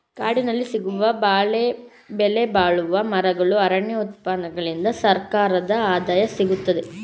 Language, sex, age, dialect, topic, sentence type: Kannada, male, 25-30, Mysore Kannada, agriculture, statement